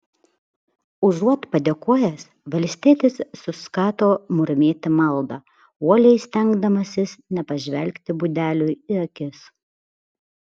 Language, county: Lithuanian, Vilnius